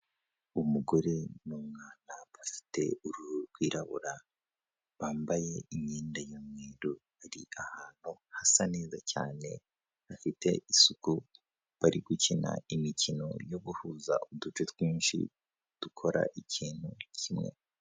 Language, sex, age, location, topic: Kinyarwanda, male, 18-24, Kigali, health